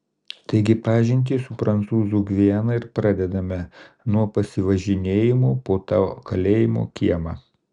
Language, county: Lithuanian, Kaunas